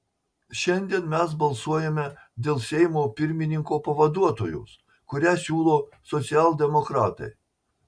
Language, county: Lithuanian, Marijampolė